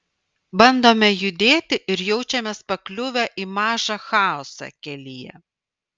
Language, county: Lithuanian, Vilnius